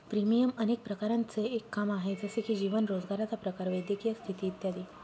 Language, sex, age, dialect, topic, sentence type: Marathi, female, 18-24, Northern Konkan, banking, statement